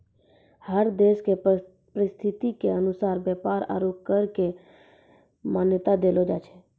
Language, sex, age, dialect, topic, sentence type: Maithili, female, 51-55, Angika, banking, statement